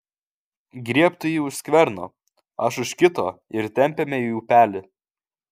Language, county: Lithuanian, Kaunas